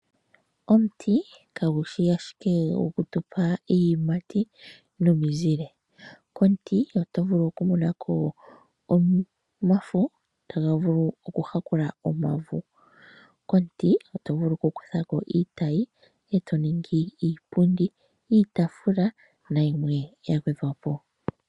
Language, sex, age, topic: Oshiwambo, female, 25-35, finance